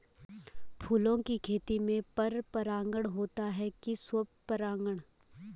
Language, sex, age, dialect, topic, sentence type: Hindi, female, 18-24, Garhwali, agriculture, question